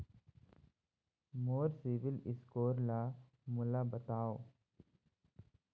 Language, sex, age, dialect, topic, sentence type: Chhattisgarhi, male, 60-100, Eastern, banking, statement